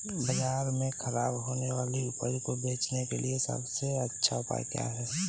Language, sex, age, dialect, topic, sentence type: Hindi, male, 18-24, Kanauji Braj Bhasha, agriculture, statement